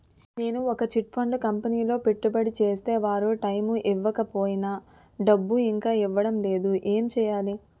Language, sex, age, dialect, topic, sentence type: Telugu, female, 18-24, Utterandhra, banking, question